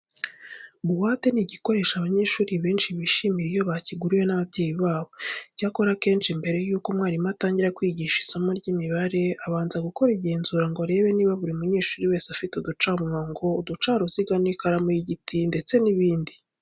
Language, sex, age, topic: Kinyarwanda, female, 18-24, education